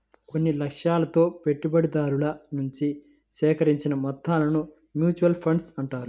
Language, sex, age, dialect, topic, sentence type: Telugu, male, 25-30, Central/Coastal, banking, statement